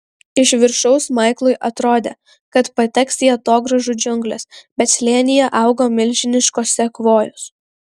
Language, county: Lithuanian, Kaunas